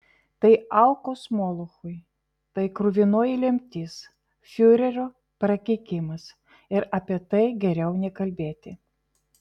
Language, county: Lithuanian, Vilnius